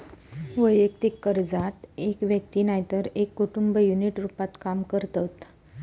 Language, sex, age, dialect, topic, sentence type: Marathi, female, 31-35, Southern Konkan, banking, statement